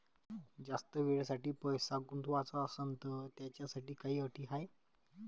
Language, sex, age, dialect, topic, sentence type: Marathi, male, 25-30, Varhadi, banking, question